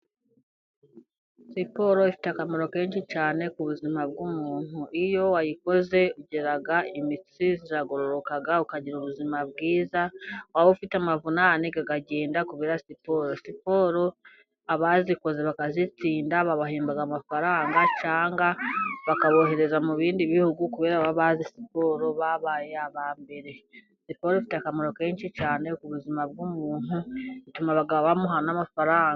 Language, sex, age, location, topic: Kinyarwanda, female, 36-49, Burera, government